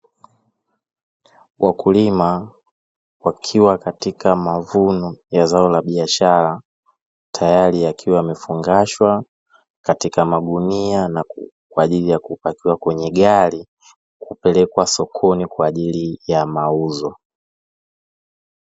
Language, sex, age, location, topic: Swahili, male, 25-35, Dar es Salaam, agriculture